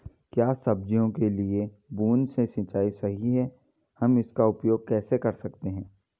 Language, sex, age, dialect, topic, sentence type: Hindi, male, 41-45, Garhwali, agriculture, question